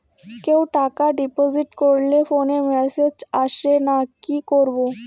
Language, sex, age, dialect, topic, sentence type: Bengali, female, 60-100, Rajbangshi, banking, question